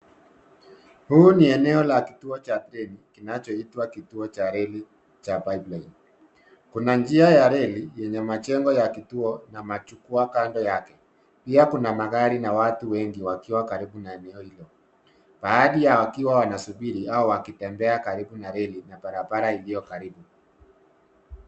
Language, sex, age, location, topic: Swahili, male, 50+, Nairobi, government